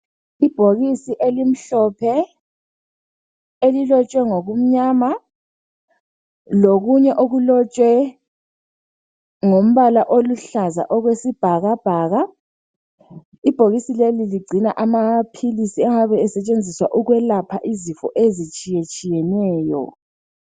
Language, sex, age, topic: North Ndebele, female, 25-35, health